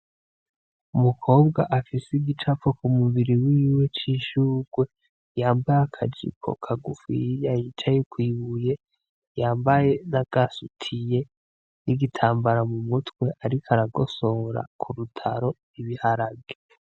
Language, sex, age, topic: Rundi, male, 18-24, agriculture